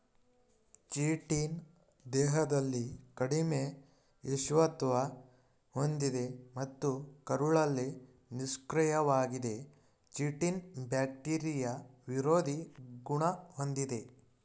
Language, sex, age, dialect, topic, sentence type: Kannada, male, 41-45, Mysore Kannada, agriculture, statement